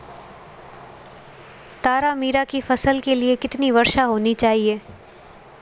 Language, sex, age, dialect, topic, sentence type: Hindi, female, 25-30, Marwari Dhudhari, agriculture, question